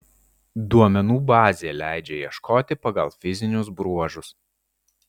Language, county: Lithuanian, Vilnius